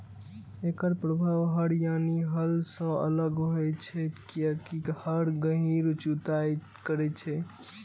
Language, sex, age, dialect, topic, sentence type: Maithili, male, 18-24, Eastern / Thethi, agriculture, statement